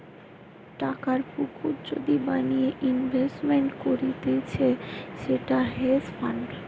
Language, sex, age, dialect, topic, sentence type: Bengali, female, 18-24, Western, banking, statement